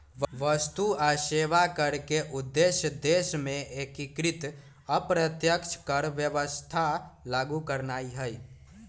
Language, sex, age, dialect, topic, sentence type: Magahi, male, 18-24, Western, banking, statement